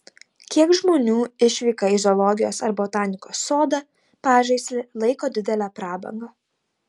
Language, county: Lithuanian, Tauragė